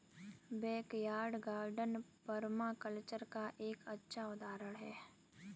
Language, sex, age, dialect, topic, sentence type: Hindi, female, 18-24, Kanauji Braj Bhasha, agriculture, statement